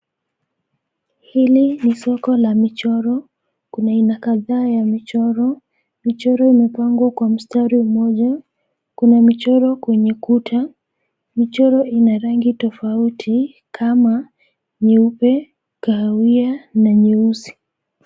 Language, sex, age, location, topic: Swahili, female, 25-35, Nairobi, finance